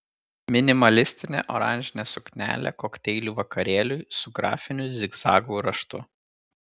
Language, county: Lithuanian, Kaunas